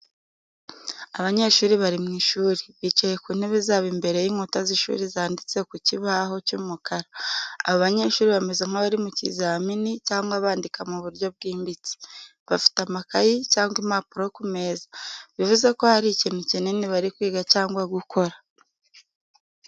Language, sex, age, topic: Kinyarwanda, female, 18-24, education